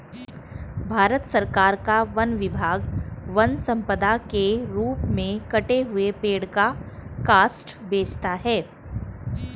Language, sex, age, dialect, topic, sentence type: Hindi, female, 41-45, Hindustani Malvi Khadi Boli, agriculture, statement